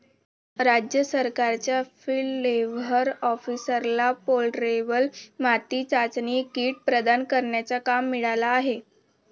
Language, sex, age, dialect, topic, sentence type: Marathi, female, 25-30, Varhadi, agriculture, statement